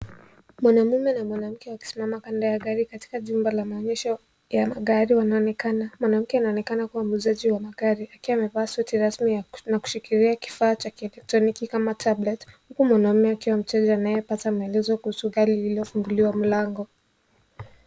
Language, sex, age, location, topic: Swahili, male, 18-24, Nairobi, finance